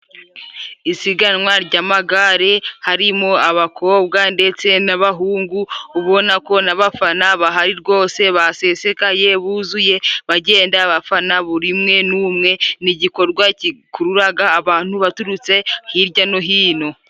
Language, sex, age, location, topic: Kinyarwanda, female, 18-24, Musanze, government